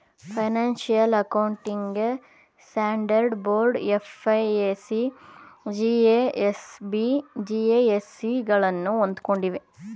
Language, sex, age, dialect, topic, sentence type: Kannada, female, 18-24, Mysore Kannada, banking, statement